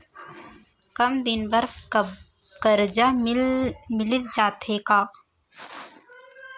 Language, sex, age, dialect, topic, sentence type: Chhattisgarhi, female, 25-30, Central, banking, question